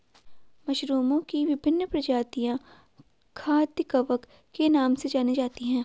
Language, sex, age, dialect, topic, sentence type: Hindi, female, 18-24, Garhwali, agriculture, statement